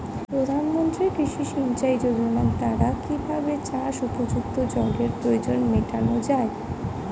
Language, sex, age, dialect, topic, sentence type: Bengali, female, 25-30, Standard Colloquial, agriculture, question